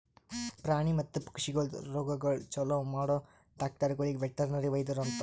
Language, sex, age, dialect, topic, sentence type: Kannada, male, 18-24, Northeastern, agriculture, statement